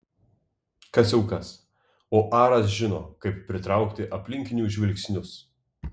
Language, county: Lithuanian, Kaunas